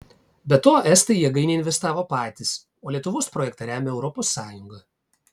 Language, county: Lithuanian, Kaunas